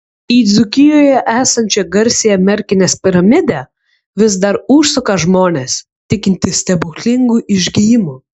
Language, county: Lithuanian, Kaunas